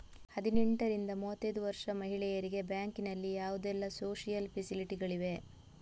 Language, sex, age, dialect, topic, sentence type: Kannada, female, 18-24, Coastal/Dakshin, banking, question